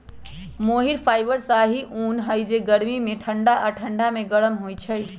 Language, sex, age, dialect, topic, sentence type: Magahi, female, 25-30, Western, agriculture, statement